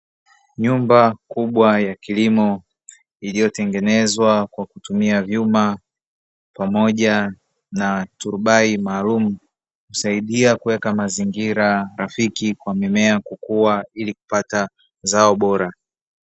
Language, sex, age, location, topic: Swahili, male, 36-49, Dar es Salaam, agriculture